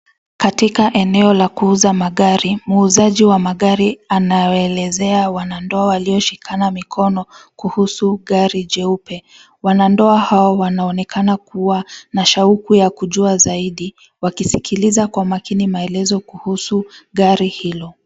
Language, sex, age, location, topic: Swahili, female, 25-35, Nairobi, finance